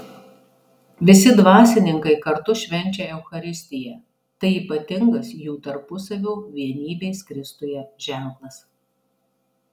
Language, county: Lithuanian, Marijampolė